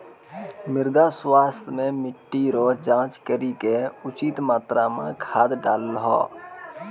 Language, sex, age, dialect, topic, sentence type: Maithili, male, 18-24, Angika, agriculture, statement